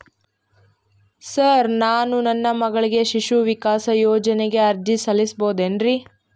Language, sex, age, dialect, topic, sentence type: Kannada, female, 18-24, Dharwad Kannada, banking, question